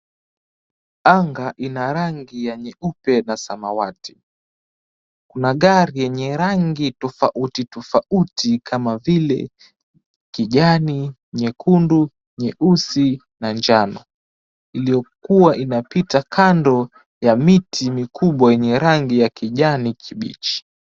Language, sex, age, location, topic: Swahili, male, 18-24, Mombasa, government